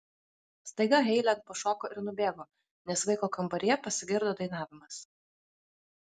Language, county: Lithuanian, Alytus